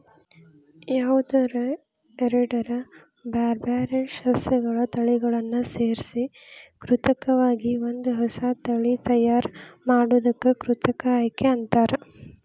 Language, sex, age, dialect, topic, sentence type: Kannada, male, 25-30, Dharwad Kannada, agriculture, statement